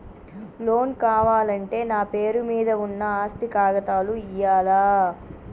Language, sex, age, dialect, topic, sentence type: Telugu, female, 25-30, Telangana, banking, question